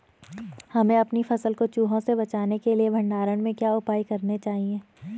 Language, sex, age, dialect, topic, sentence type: Hindi, female, 18-24, Garhwali, agriculture, question